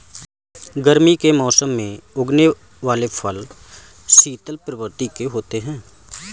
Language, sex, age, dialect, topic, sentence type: Hindi, male, 18-24, Kanauji Braj Bhasha, agriculture, statement